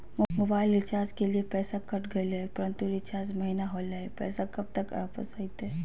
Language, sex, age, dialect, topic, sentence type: Magahi, female, 31-35, Southern, banking, question